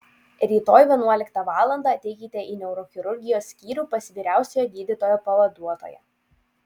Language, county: Lithuanian, Utena